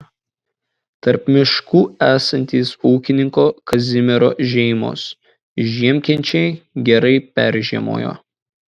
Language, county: Lithuanian, Šiauliai